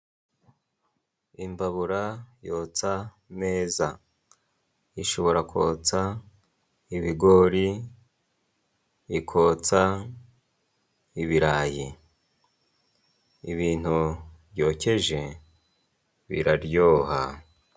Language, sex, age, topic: Kinyarwanda, male, 36-49, finance